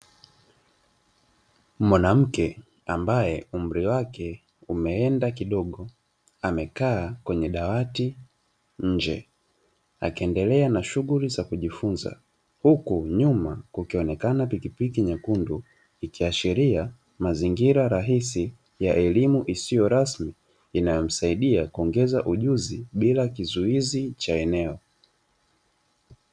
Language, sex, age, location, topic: Swahili, male, 25-35, Dar es Salaam, education